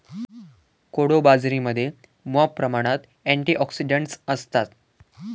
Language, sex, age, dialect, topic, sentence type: Marathi, male, <18, Southern Konkan, agriculture, statement